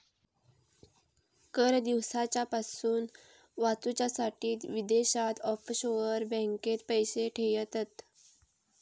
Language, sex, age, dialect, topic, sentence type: Marathi, female, 25-30, Southern Konkan, banking, statement